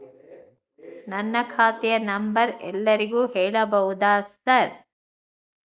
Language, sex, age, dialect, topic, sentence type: Kannada, female, 60-100, Central, banking, question